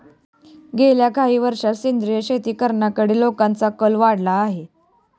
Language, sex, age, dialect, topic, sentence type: Marathi, female, 18-24, Standard Marathi, agriculture, statement